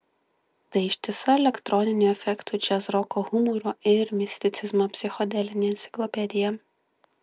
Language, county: Lithuanian, Klaipėda